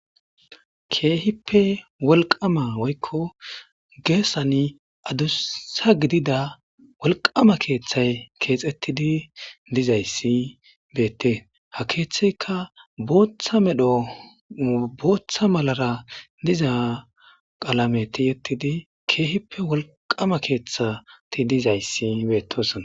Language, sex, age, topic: Gamo, male, 25-35, government